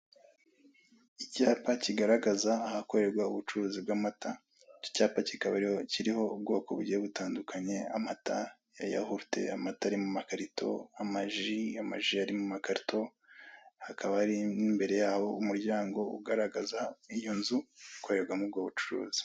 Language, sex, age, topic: Kinyarwanda, male, 25-35, finance